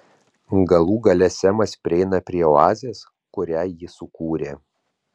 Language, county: Lithuanian, Vilnius